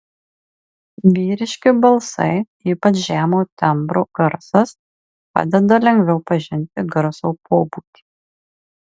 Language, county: Lithuanian, Marijampolė